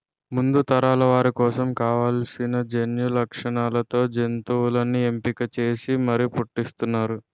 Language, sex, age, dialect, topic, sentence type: Telugu, male, 46-50, Utterandhra, agriculture, statement